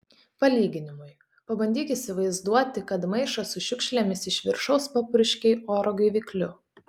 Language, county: Lithuanian, Telšiai